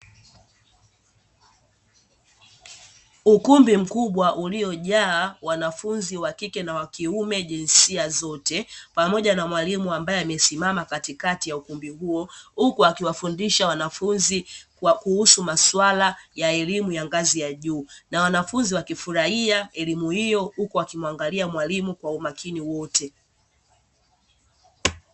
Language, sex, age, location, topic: Swahili, female, 18-24, Dar es Salaam, education